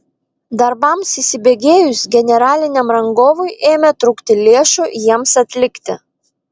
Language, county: Lithuanian, Vilnius